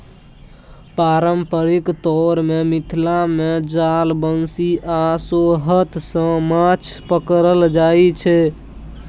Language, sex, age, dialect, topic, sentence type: Maithili, male, 18-24, Bajjika, agriculture, statement